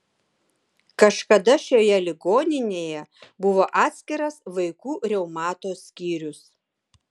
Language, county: Lithuanian, Vilnius